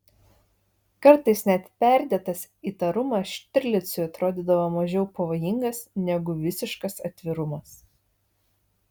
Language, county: Lithuanian, Vilnius